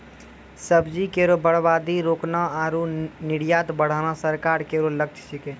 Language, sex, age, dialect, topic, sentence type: Maithili, male, 18-24, Angika, agriculture, statement